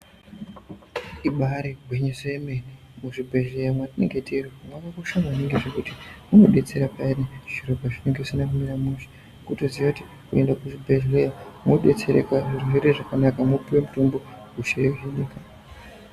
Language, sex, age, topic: Ndau, female, 18-24, health